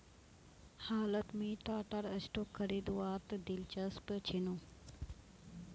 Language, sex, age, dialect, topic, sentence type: Magahi, female, 46-50, Northeastern/Surjapuri, banking, statement